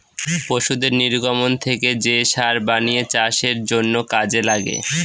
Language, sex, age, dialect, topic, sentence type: Bengali, male, 18-24, Northern/Varendri, agriculture, statement